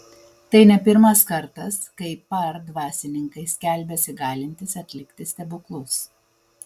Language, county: Lithuanian, Vilnius